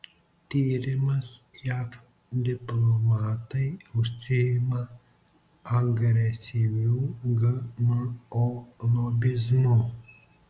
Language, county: Lithuanian, Marijampolė